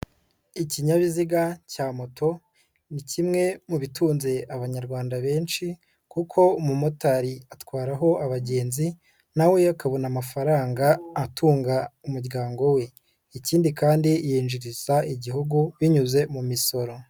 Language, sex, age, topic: Kinyarwanda, female, 25-35, finance